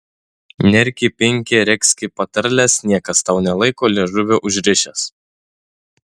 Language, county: Lithuanian, Utena